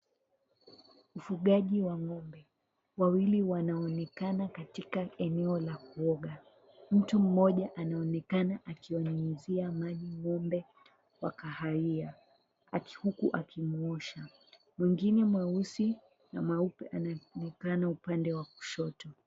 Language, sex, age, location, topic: Swahili, female, 18-24, Mombasa, agriculture